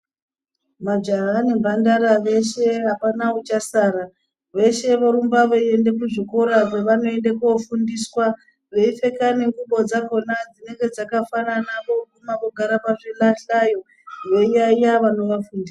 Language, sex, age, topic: Ndau, female, 36-49, education